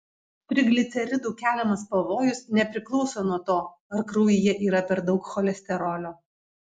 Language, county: Lithuanian, Kaunas